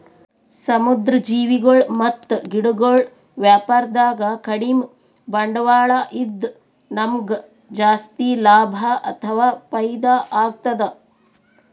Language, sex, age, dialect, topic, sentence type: Kannada, female, 60-100, Northeastern, agriculture, statement